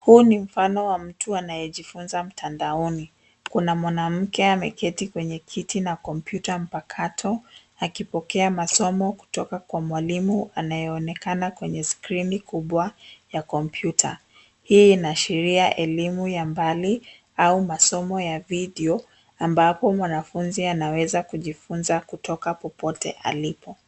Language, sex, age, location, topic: Swahili, female, 25-35, Nairobi, education